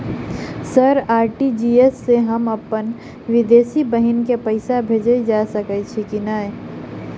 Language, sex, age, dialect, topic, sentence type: Maithili, female, 18-24, Southern/Standard, banking, question